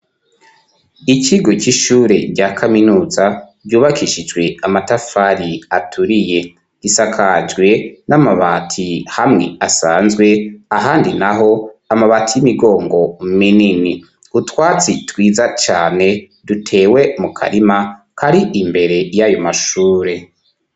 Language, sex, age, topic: Rundi, male, 25-35, education